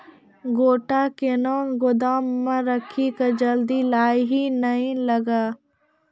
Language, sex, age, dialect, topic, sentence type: Maithili, female, 51-55, Angika, agriculture, question